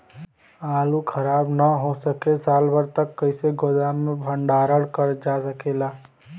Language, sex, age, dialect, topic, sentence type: Bhojpuri, male, 18-24, Western, agriculture, question